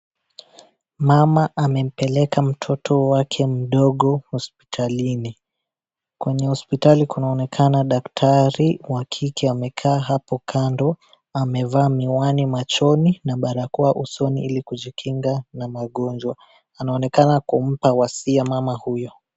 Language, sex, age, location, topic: Swahili, male, 18-24, Wajir, health